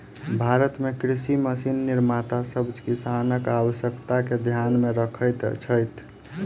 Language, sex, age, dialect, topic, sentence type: Maithili, male, 25-30, Southern/Standard, agriculture, statement